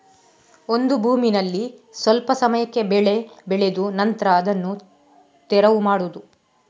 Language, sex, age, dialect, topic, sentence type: Kannada, female, 31-35, Coastal/Dakshin, agriculture, statement